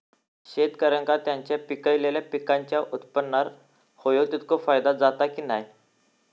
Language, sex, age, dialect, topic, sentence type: Marathi, male, 18-24, Southern Konkan, agriculture, question